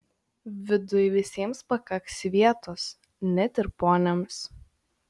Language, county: Lithuanian, Šiauliai